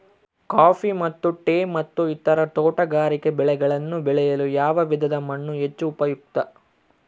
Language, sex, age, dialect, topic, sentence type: Kannada, male, 41-45, Central, agriculture, question